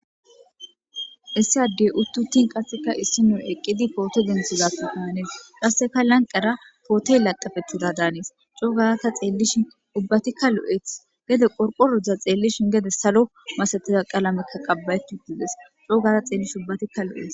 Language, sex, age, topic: Gamo, female, 18-24, government